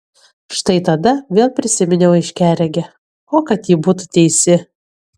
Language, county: Lithuanian, Kaunas